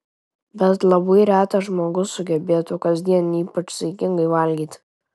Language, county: Lithuanian, Tauragė